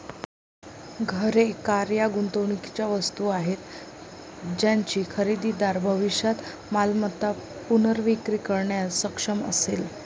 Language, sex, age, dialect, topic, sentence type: Marathi, female, 18-24, Varhadi, banking, statement